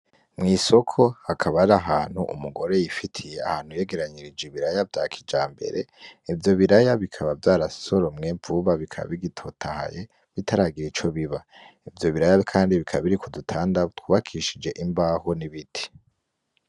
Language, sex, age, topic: Rundi, female, 18-24, agriculture